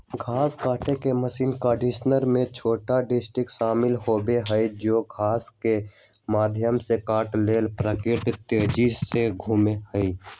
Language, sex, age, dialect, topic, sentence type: Magahi, male, 18-24, Western, agriculture, statement